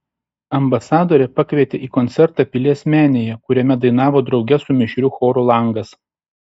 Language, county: Lithuanian, Šiauliai